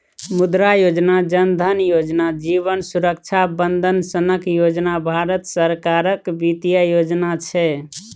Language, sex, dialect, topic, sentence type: Maithili, male, Bajjika, banking, statement